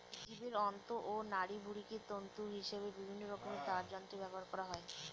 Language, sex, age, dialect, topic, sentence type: Bengali, female, 18-24, Northern/Varendri, agriculture, statement